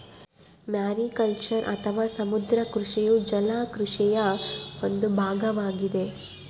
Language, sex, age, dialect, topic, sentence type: Kannada, female, 25-30, Central, agriculture, statement